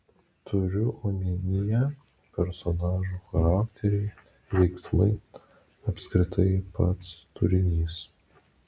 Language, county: Lithuanian, Vilnius